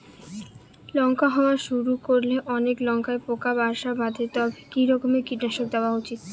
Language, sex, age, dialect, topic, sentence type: Bengali, female, 31-35, Rajbangshi, agriculture, question